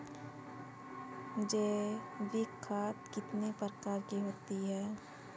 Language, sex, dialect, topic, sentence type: Hindi, female, Kanauji Braj Bhasha, agriculture, question